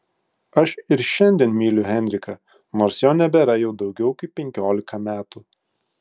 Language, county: Lithuanian, Klaipėda